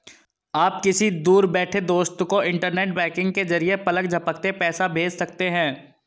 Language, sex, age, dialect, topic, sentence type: Hindi, male, 31-35, Hindustani Malvi Khadi Boli, banking, statement